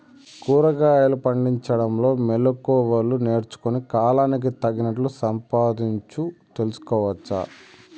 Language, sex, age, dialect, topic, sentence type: Telugu, male, 31-35, Southern, agriculture, question